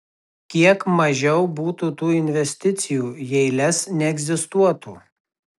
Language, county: Lithuanian, Tauragė